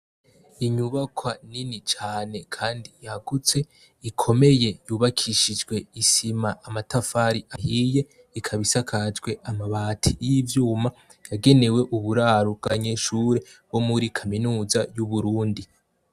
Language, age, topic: Rundi, 18-24, education